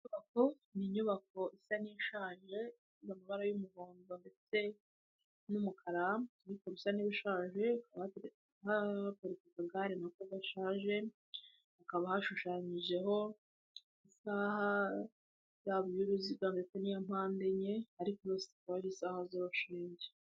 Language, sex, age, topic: Kinyarwanda, female, 18-24, education